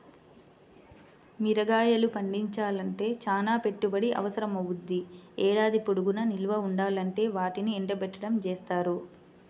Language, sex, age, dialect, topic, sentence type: Telugu, female, 25-30, Central/Coastal, agriculture, statement